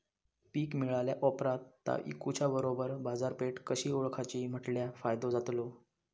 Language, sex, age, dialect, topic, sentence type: Marathi, male, 31-35, Southern Konkan, agriculture, question